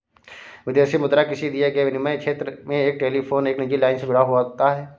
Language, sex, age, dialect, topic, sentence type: Hindi, male, 46-50, Awadhi Bundeli, banking, statement